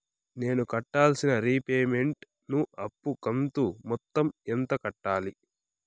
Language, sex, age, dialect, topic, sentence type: Telugu, male, 18-24, Southern, banking, question